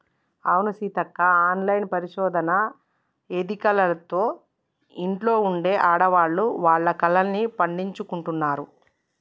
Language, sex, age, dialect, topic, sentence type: Telugu, female, 18-24, Telangana, banking, statement